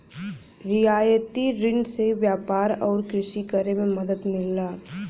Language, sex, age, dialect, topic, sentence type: Bhojpuri, female, 18-24, Western, banking, statement